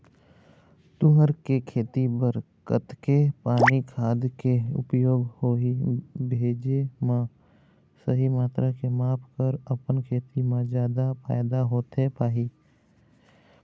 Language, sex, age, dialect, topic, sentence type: Chhattisgarhi, male, 18-24, Eastern, agriculture, question